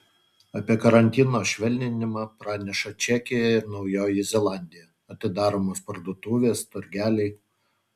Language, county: Lithuanian, Utena